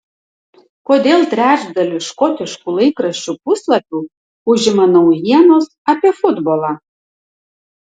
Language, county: Lithuanian, Tauragė